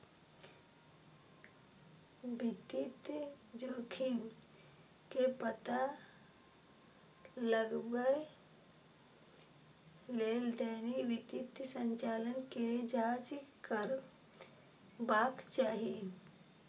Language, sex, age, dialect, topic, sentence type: Maithili, female, 18-24, Eastern / Thethi, banking, statement